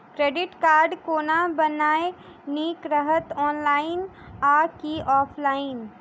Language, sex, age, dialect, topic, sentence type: Maithili, female, 18-24, Southern/Standard, banking, question